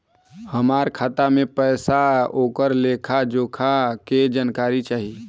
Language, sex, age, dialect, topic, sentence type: Bhojpuri, male, 18-24, Western, banking, question